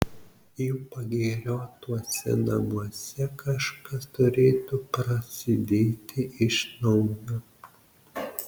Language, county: Lithuanian, Marijampolė